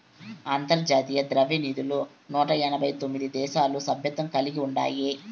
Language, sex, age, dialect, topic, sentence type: Telugu, male, 56-60, Southern, banking, statement